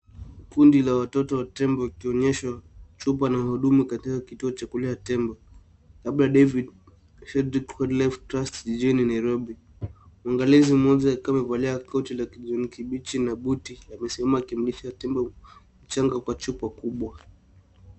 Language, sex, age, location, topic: Swahili, male, 18-24, Nairobi, government